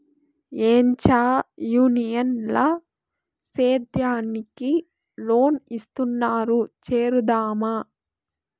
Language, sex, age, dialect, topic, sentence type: Telugu, female, 25-30, Southern, agriculture, statement